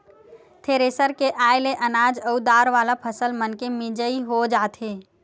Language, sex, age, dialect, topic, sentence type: Chhattisgarhi, female, 18-24, Western/Budati/Khatahi, agriculture, statement